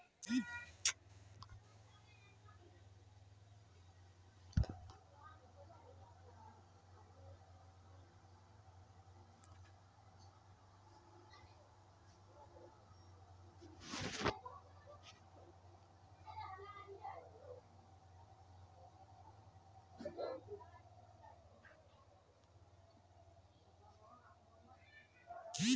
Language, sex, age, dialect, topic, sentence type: Magahi, female, 18-24, Northeastern/Surjapuri, banking, statement